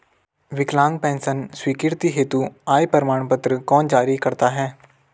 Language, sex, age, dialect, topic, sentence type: Hindi, male, 18-24, Garhwali, banking, question